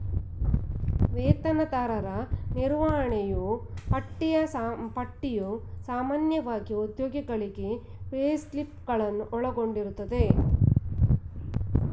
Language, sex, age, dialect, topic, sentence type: Kannada, female, 41-45, Mysore Kannada, banking, statement